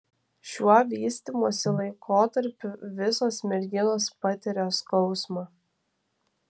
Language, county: Lithuanian, Kaunas